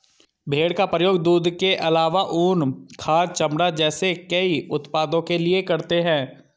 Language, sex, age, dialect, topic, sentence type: Hindi, male, 31-35, Hindustani Malvi Khadi Boli, agriculture, statement